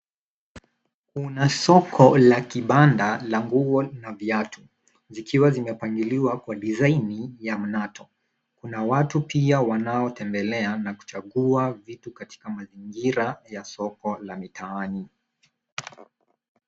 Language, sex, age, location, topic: Swahili, male, 18-24, Nairobi, finance